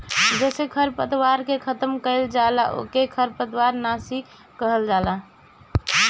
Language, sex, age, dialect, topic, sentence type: Bhojpuri, female, 18-24, Northern, agriculture, statement